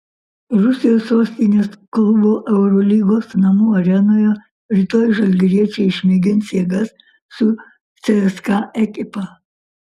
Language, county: Lithuanian, Kaunas